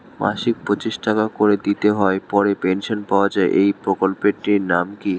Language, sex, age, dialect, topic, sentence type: Bengali, male, 18-24, Standard Colloquial, banking, question